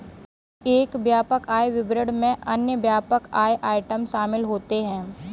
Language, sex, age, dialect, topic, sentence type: Hindi, female, 18-24, Kanauji Braj Bhasha, banking, statement